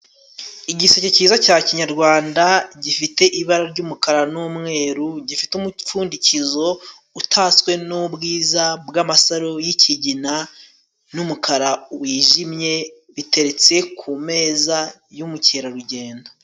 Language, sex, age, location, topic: Kinyarwanda, male, 18-24, Musanze, government